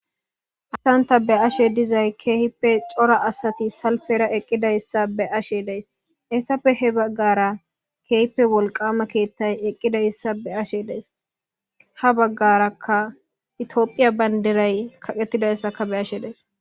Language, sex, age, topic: Gamo, male, 18-24, government